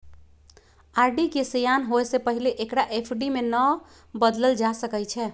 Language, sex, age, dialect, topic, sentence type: Magahi, female, 36-40, Western, banking, statement